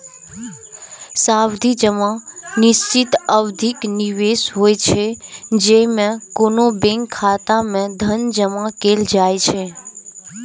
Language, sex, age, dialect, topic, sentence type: Maithili, female, 18-24, Eastern / Thethi, banking, statement